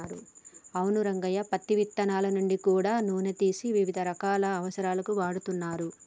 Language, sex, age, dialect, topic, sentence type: Telugu, female, 31-35, Telangana, agriculture, statement